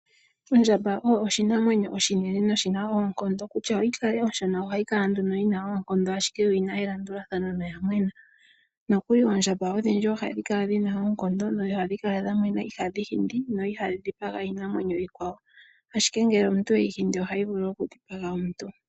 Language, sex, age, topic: Oshiwambo, female, 18-24, agriculture